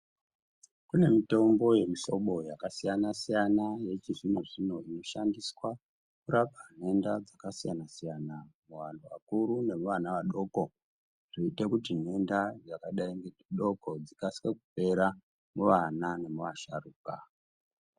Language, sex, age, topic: Ndau, male, 50+, health